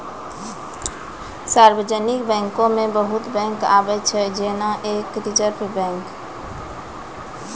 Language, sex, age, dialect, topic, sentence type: Maithili, female, 36-40, Angika, banking, statement